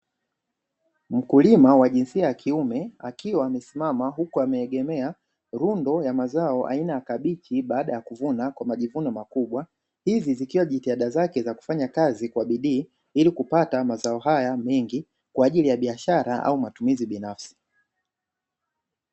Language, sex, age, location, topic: Swahili, male, 18-24, Dar es Salaam, agriculture